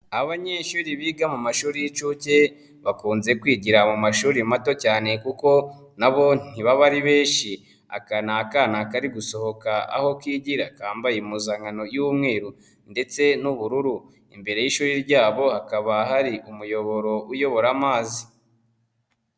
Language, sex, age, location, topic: Kinyarwanda, male, 18-24, Nyagatare, education